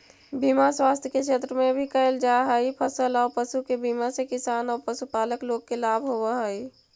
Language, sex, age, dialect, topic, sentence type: Magahi, female, 18-24, Central/Standard, banking, statement